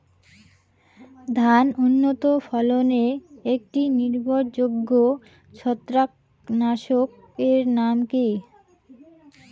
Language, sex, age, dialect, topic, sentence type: Bengali, female, 18-24, Rajbangshi, agriculture, question